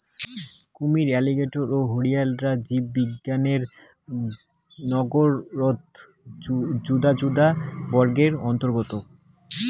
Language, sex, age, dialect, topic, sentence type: Bengali, male, 18-24, Rajbangshi, agriculture, statement